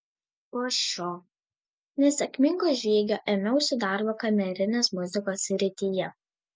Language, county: Lithuanian, Šiauliai